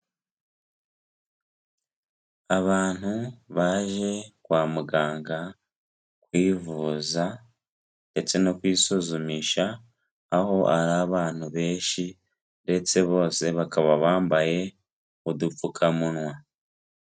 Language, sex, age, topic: Kinyarwanda, male, 18-24, health